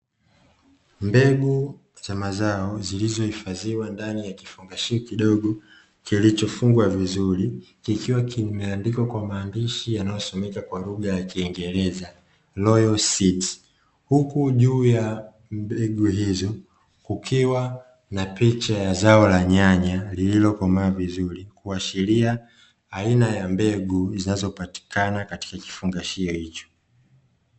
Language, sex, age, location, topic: Swahili, male, 25-35, Dar es Salaam, agriculture